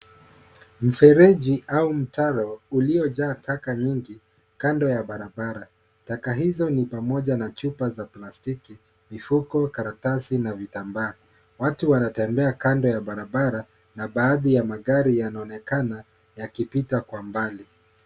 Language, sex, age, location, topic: Swahili, male, 25-35, Kisumu, government